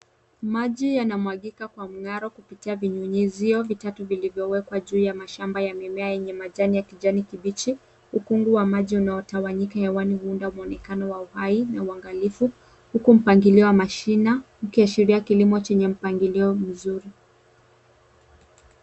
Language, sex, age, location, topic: Swahili, female, 25-35, Nairobi, agriculture